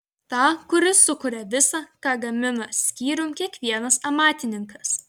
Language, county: Lithuanian, Vilnius